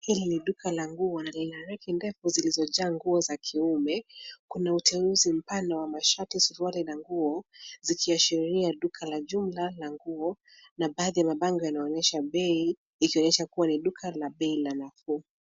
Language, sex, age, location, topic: Swahili, female, 25-35, Nairobi, finance